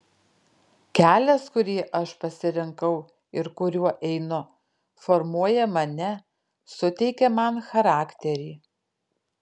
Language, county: Lithuanian, Alytus